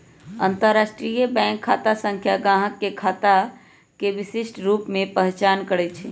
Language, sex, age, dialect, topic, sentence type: Magahi, female, 25-30, Western, banking, statement